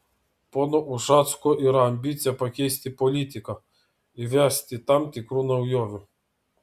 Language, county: Lithuanian, Vilnius